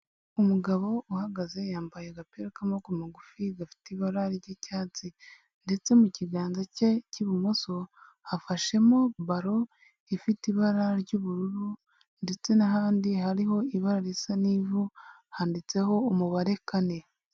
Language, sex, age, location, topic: Kinyarwanda, female, 18-24, Huye, health